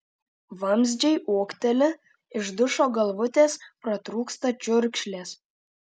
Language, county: Lithuanian, Alytus